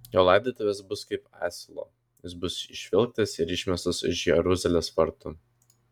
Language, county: Lithuanian, Vilnius